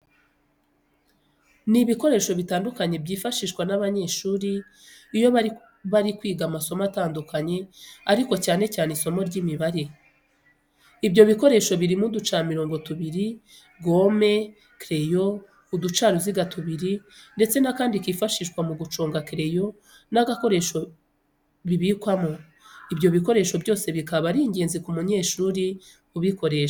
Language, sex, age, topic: Kinyarwanda, female, 25-35, education